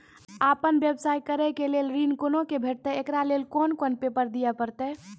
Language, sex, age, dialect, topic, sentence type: Maithili, female, 18-24, Angika, banking, question